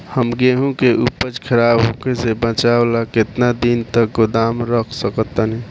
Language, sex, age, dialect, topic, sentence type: Bhojpuri, male, 18-24, Southern / Standard, agriculture, question